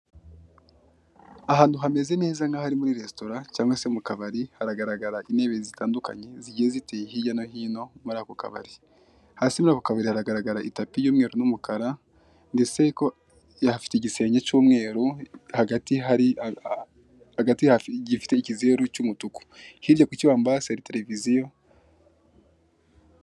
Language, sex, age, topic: Kinyarwanda, male, 25-35, finance